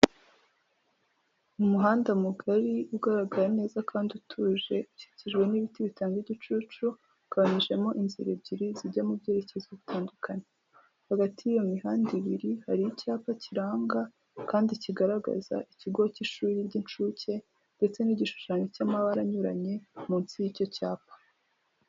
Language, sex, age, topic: Kinyarwanda, female, 18-24, government